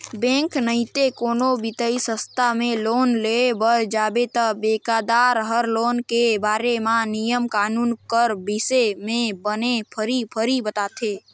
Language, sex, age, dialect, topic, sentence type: Chhattisgarhi, male, 25-30, Northern/Bhandar, banking, statement